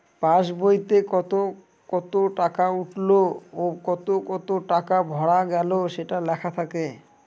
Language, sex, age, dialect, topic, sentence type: Bengali, male, 25-30, Northern/Varendri, banking, statement